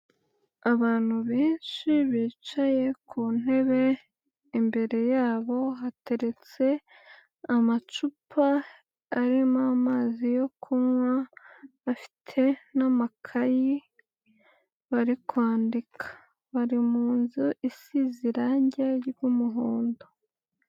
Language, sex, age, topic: Kinyarwanda, female, 18-24, health